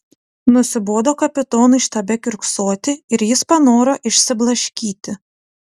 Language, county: Lithuanian, Utena